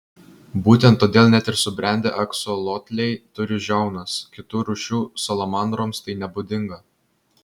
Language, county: Lithuanian, Vilnius